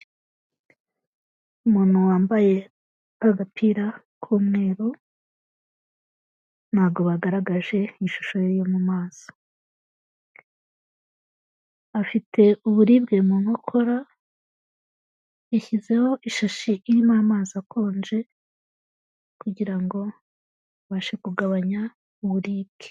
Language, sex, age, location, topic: Kinyarwanda, female, 36-49, Kigali, health